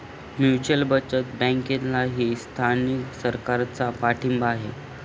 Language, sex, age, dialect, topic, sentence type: Marathi, male, 18-24, Standard Marathi, banking, statement